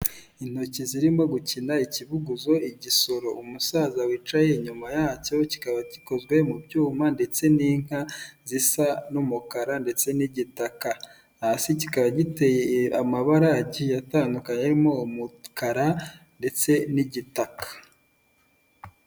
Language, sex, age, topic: Kinyarwanda, male, 18-24, health